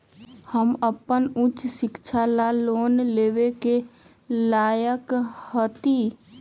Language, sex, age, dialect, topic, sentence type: Magahi, female, 18-24, Western, banking, statement